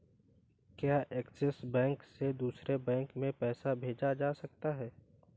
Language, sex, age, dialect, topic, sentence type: Hindi, male, 18-24, Awadhi Bundeli, banking, question